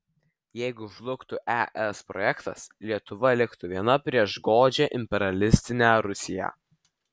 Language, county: Lithuanian, Vilnius